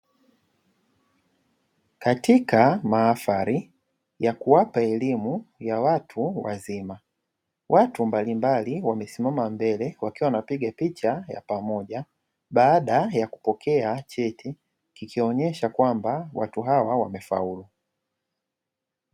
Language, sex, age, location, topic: Swahili, male, 25-35, Dar es Salaam, education